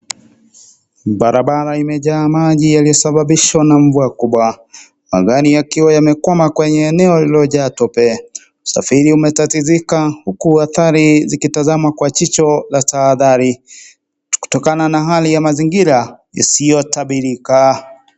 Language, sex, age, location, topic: Swahili, male, 25-35, Kisii, health